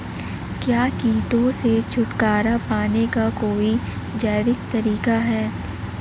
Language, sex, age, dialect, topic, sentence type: Hindi, male, 18-24, Marwari Dhudhari, agriculture, question